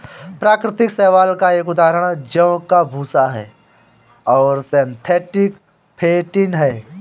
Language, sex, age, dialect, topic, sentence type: Hindi, male, 25-30, Awadhi Bundeli, agriculture, statement